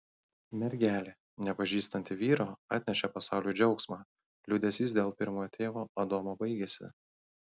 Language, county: Lithuanian, Kaunas